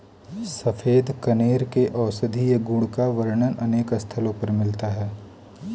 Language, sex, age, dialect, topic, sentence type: Hindi, male, 18-24, Kanauji Braj Bhasha, agriculture, statement